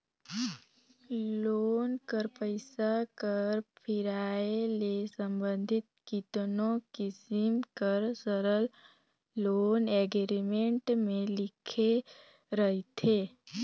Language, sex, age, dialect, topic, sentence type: Chhattisgarhi, female, 18-24, Northern/Bhandar, banking, statement